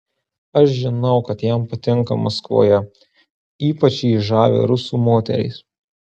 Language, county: Lithuanian, Marijampolė